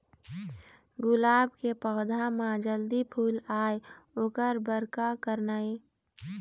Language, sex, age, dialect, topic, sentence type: Chhattisgarhi, female, 18-24, Eastern, agriculture, question